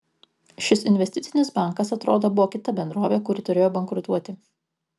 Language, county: Lithuanian, Kaunas